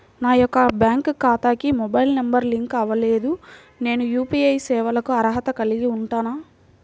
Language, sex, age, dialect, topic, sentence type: Telugu, female, 41-45, Central/Coastal, banking, question